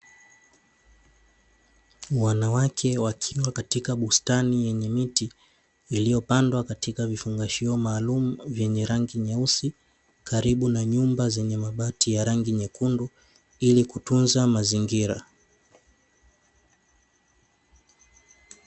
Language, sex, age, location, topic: Swahili, male, 18-24, Dar es Salaam, agriculture